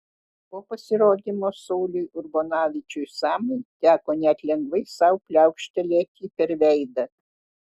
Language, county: Lithuanian, Utena